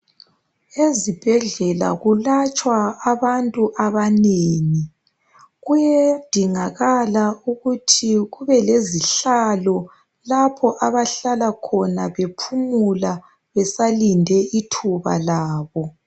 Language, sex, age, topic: North Ndebele, male, 18-24, health